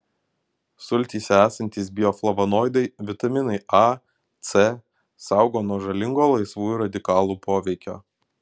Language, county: Lithuanian, Kaunas